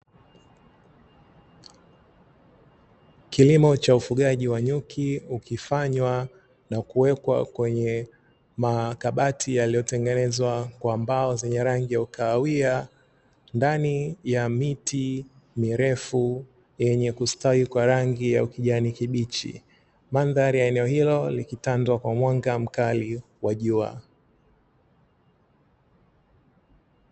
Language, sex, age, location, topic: Swahili, male, 36-49, Dar es Salaam, agriculture